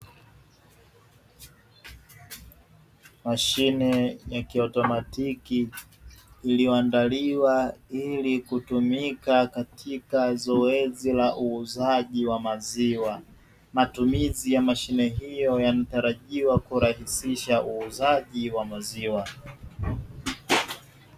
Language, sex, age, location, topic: Swahili, male, 18-24, Dar es Salaam, finance